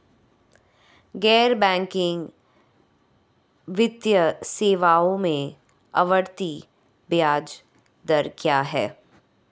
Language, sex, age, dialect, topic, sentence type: Hindi, female, 25-30, Marwari Dhudhari, banking, question